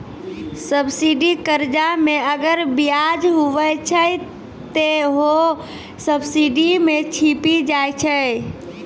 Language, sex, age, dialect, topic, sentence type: Maithili, female, 18-24, Angika, banking, statement